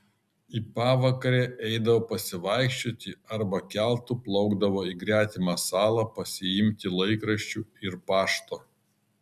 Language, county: Lithuanian, Kaunas